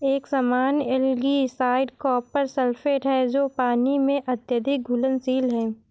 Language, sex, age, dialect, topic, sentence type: Hindi, female, 18-24, Awadhi Bundeli, agriculture, statement